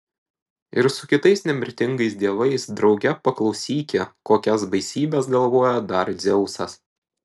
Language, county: Lithuanian, Šiauliai